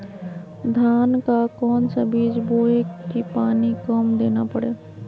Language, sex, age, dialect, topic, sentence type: Magahi, female, 25-30, Western, agriculture, question